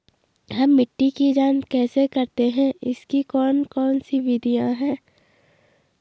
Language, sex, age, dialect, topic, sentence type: Hindi, female, 18-24, Garhwali, agriculture, question